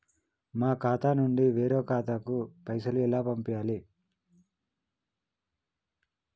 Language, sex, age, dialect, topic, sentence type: Telugu, male, 31-35, Telangana, banking, question